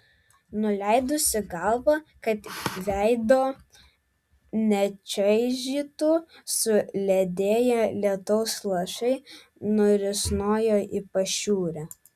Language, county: Lithuanian, Vilnius